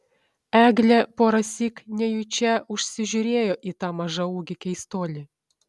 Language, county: Lithuanian, Šiauliai